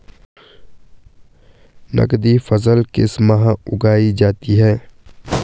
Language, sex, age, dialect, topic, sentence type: Hindi, male, 18-24, Garhwali, agriculture, question